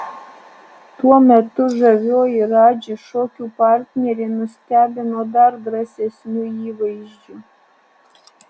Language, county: Lithuanian, Alytus